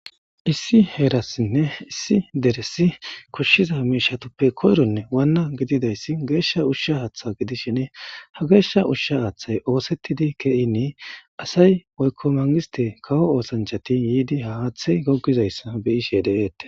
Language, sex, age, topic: Gamo, male, 18-24, government